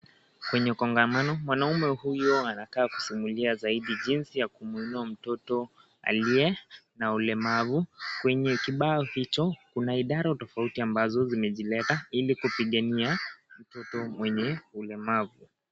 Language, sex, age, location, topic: Swahili, male, 18-24, Kisii, education